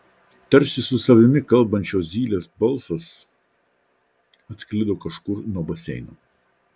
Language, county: Lithuanian, Vilnius